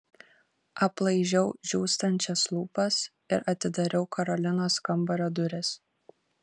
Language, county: Lithuanian, Kaunas